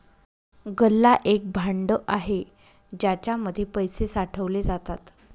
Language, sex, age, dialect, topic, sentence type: Marathi, female, 31-35, Northern Konkan, banking, statement